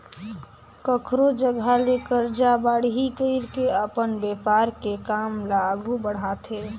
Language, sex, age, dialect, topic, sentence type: Chhattisgarhi, female, 18-24, Northern/Bhandar, banking, statement